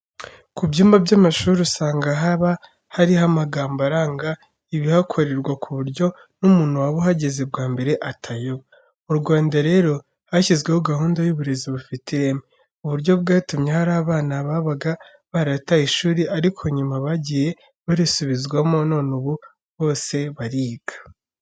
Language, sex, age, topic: Kinyarwanda, female, 36-49, education